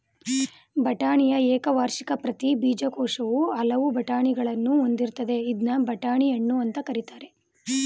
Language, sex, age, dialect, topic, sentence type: Kannada, female, 18-24, Mysore Kannada, agriculture, statement